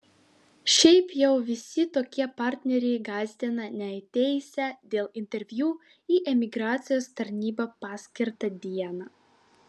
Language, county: Lithuanian, Vilnius